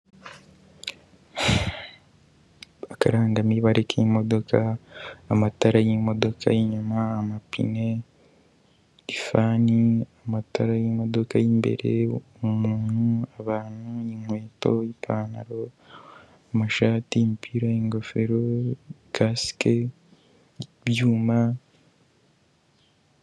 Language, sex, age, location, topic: Kinyarwanda, male, 18-24, Kigali, government